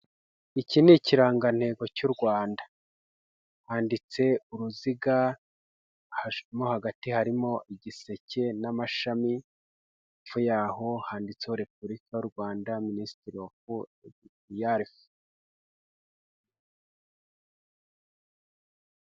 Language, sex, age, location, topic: Kinyarwanda, male, 25-35, Huye, health